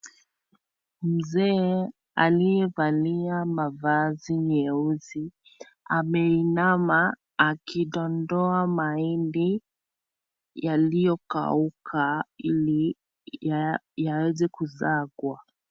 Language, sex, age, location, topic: Swahili, female, 25-35, Kisii, agriculture